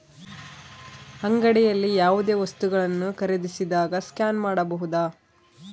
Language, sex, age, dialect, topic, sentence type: Kannada, female, 36-40, Central, banking, question